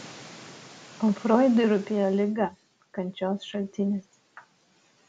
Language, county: Lithuanian, Utena